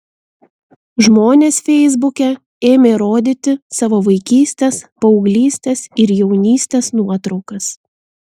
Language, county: Lithuanian, Vilnius